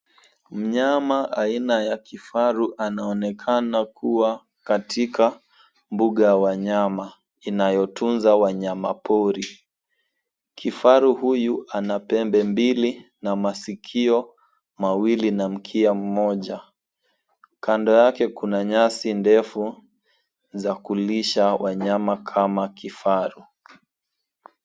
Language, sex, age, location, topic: Swahili, male, 18-24, Nairobi, government